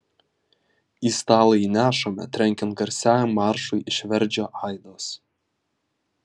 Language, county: Lithuanian, Vilnius